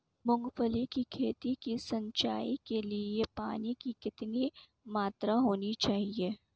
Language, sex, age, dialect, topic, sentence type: Hindi, female, 18-24, Marwari Dhudhari, agriculture, question